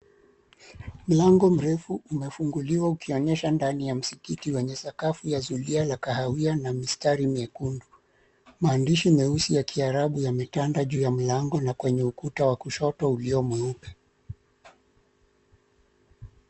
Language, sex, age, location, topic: Swahili, male, 36-49, Mombasa, government